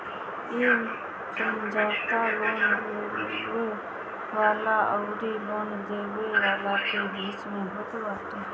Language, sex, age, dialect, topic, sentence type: Bhojpuri, female, 25-30, Northern, banking, statement